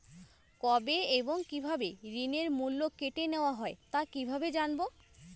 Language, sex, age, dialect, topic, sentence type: Bengali, female, 18-24, Rajbangshi, banking, question